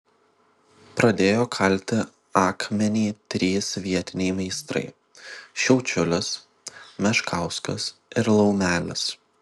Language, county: Lithuanian, Vilnius